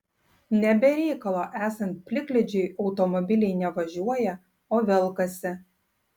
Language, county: Lithuanian, Klaipėda